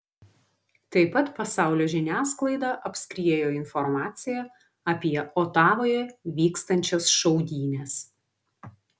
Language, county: Lithuanian, Vilnius